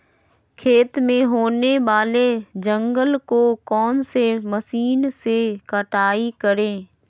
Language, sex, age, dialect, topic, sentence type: Magahi, female, 25-30, Western, agriculture, question